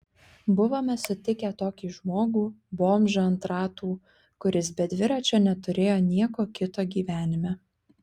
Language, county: Lithuanian, Klaipėda